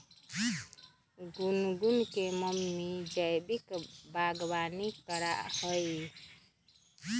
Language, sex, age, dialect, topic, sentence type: Magahi, female, 36-40, Western, agriculture, statement